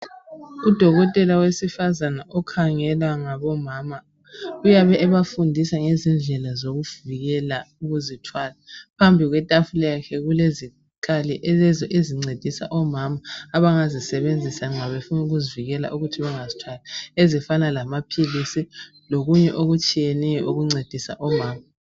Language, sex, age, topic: North Ndebele, female, 25-35, health